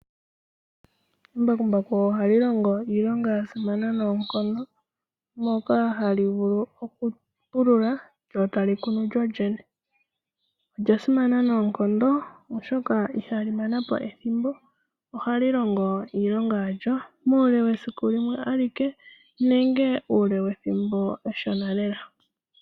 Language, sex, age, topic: Oshiwambo, female, 18-24, agriculture